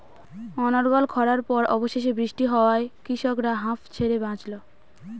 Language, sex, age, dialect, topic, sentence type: Bengali, female, 18-24, Standard Colloquial, agriculture, question